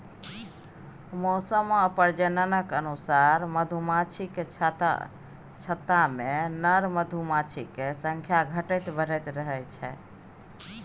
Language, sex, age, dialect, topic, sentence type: Maithili, female, 31-35, Bajjika, agriculture, statement